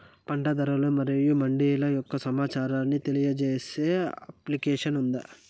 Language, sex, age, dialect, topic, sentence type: Telugu, male, 18-24, Southern, agriculture, question